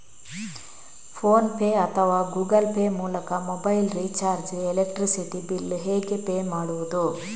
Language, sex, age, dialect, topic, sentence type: Kannada, female, 18-24, Coastal/Dakshin, banking, question